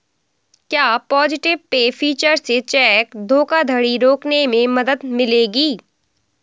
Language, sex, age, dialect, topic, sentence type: Hindi, female, 60-100, Awadhi Bundeli, banking, statement